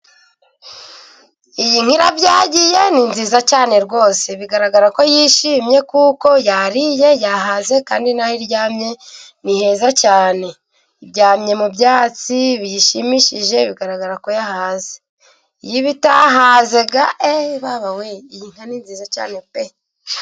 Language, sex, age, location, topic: Kinyarwanda, female, 25-35, Musanze, agriculture